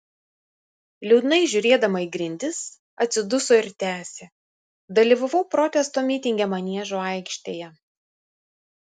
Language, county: Lithuanian, Vilnius